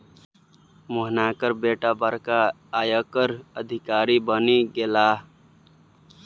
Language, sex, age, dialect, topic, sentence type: Maithili, male, 18-24, Bajjika, banking, statement